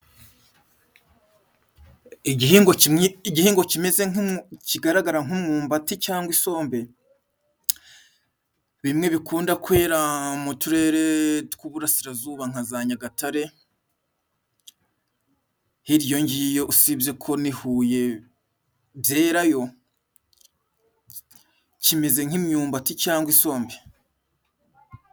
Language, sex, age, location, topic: Kinyarwanda, male, 25-35, Musanze, agriculture